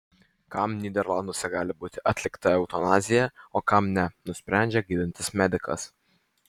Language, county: Lithuanian, Vilnius